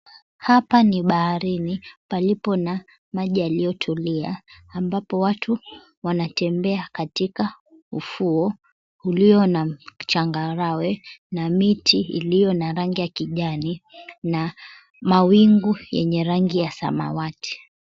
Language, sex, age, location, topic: Swahili, female, 25-35, Mombasa, government